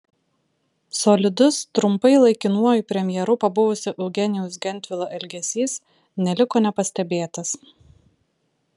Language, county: Lithuanian, Vilnius